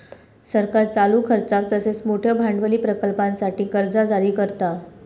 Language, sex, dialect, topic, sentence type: Marathi, female, Southern Konkan, banking, statement